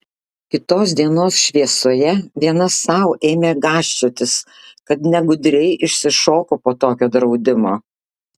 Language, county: Lithuanian, Klaipėda